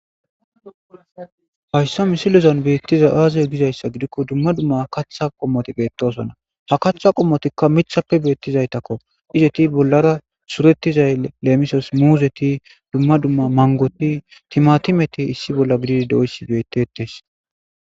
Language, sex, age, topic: Gamo, male, 25-35, agriculture